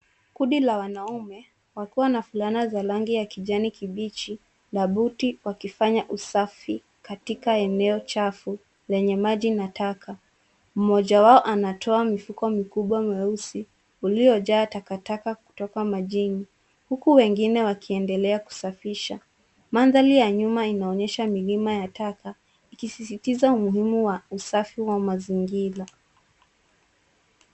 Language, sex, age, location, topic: Swahili, female, 18-24, Nairobi, government